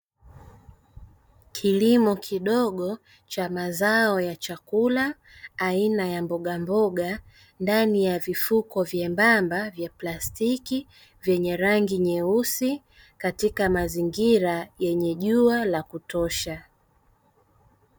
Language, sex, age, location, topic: Swahili, female, 25-35, Dar es Salaam, agriculture